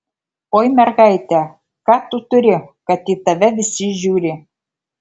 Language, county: Lithuanian, Kaunas